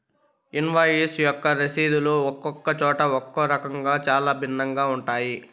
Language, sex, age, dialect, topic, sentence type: Telugu, male, 51-55, Southern, banking, statement